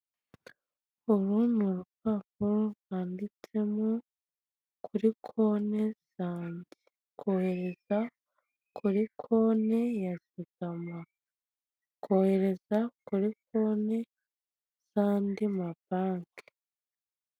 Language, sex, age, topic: Kinyarwanda, female, 25-35, finance